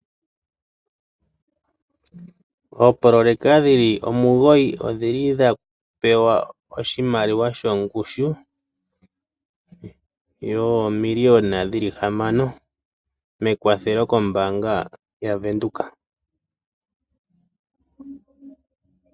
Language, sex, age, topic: Oshiwambo, male, 36-49, finance